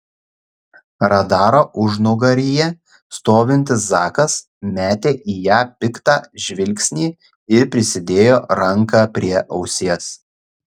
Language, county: Lithuanian, Šiauliai